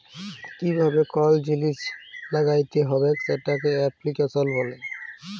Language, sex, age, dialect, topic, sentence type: Bengali, male, 18-24, Jharkhandi, agriculture, statement